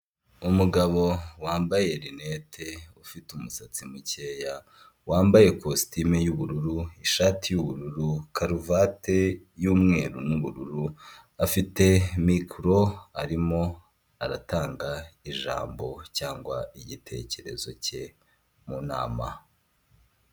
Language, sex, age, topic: Kinyarwanda, male, 25-35, government